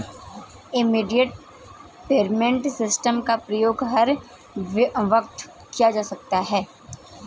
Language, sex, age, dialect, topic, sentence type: Hindi, female, 18-24, Kanauji Braj Bhasha, banking, statement